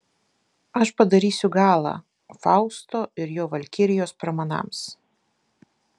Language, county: Lithuanian, Vilnius